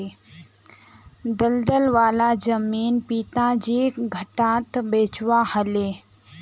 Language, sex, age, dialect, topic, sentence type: Magahi, female, 18-24, Northeastern/Surjapuri, banking, statement